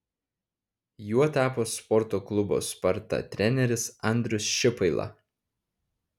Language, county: Lithuanian, Šiauliai